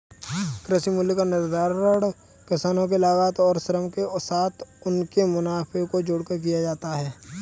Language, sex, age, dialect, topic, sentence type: Hindi, male, 18-24, Kanauji Braj Bhasha, agriculture, statement